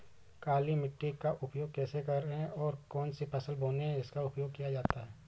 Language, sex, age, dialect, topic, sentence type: Hindi, male, 25-30, Awadhi Bundeli, agriculture, question